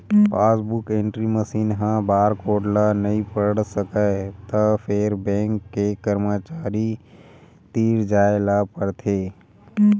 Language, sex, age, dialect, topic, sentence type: Chhattisgarhi, male, 18-24, Western/Budati/Khatahi, banking, statement